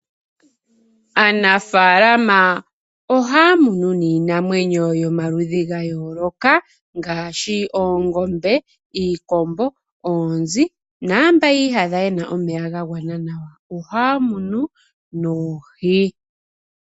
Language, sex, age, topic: Oshiwambo, female, 25-35, agriculture